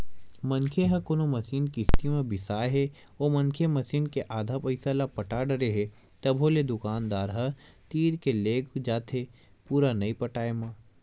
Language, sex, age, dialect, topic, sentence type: Chhattisgarhi, male, 18-24, Western/Budati/Khatahi, banking, statement